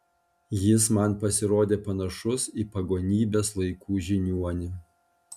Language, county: Lithuanian, Panevėžys